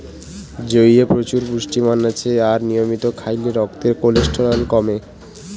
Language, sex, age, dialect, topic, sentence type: Bengali, male, 18-24, Western, agriculture, statement